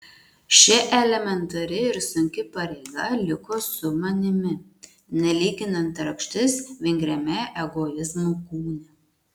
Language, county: Lithuanian, Marijampolė